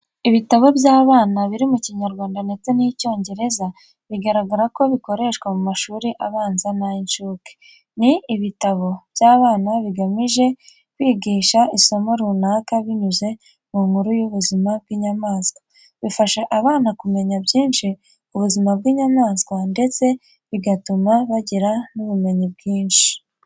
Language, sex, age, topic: Kinyarwanda, female, 18-24, education